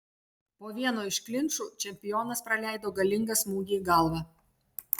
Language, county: Lithuanian, Telšiai